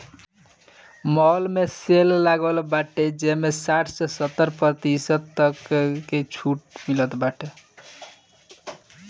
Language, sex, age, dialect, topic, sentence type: Bhojpuri, male, 18-24, Northern, banking, statement